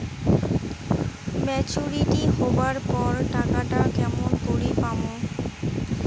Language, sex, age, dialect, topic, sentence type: Bengali, female, 18-24, Rajbangshi, banking, question